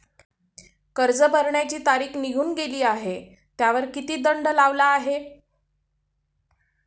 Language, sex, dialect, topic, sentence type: Marathi, female, Standard Marathi, banking, question